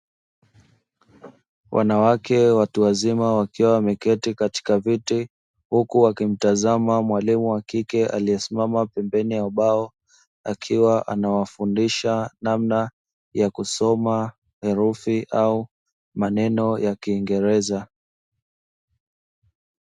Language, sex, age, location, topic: Swahili, male, 25-35, Dar es Salaam, education